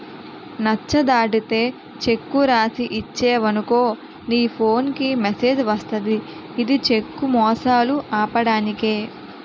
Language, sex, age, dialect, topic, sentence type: Telugu, female, 18-24, Utterandhra, banking, statement